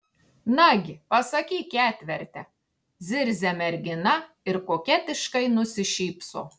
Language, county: Lithuanian, Tauragė